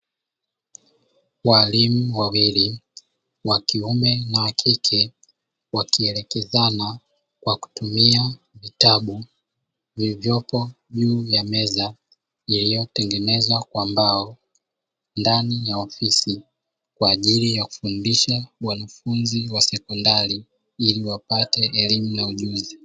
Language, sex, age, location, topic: Swahili, male, 25-35, Dar es Salaam, education